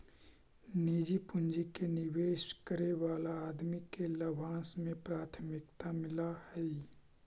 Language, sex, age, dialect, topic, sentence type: Magahi, male, 18-24, Central/Standard, agriculture, statement